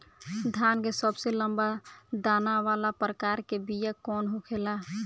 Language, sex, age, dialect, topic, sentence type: Bhojpuri, female, <18, Southern / Standard, agriculture, question